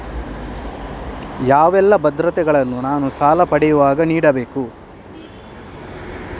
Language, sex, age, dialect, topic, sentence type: Kannada, male, 18-24, Coastal/Dakshin, banking, question